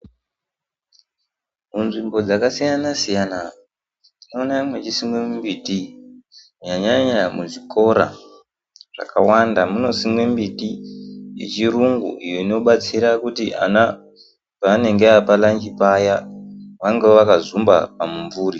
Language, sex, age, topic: Ndau, male, 18-24, education